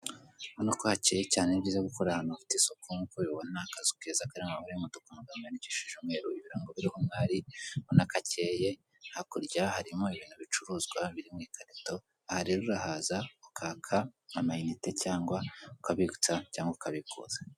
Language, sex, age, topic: Kinyarwanda, female, 25-35, finance